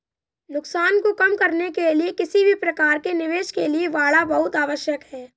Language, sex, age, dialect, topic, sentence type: Hindi, male, 18-24, Kanauji Braj Bhasha, banking, statement